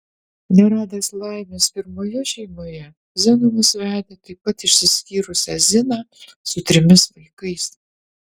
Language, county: Lithuanian, Utena